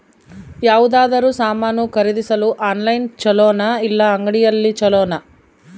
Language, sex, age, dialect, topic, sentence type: Kannada, female, 25-30, Central, agriculture, question